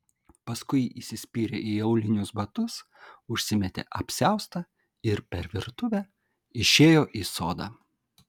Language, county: Lithuanian, Kaunas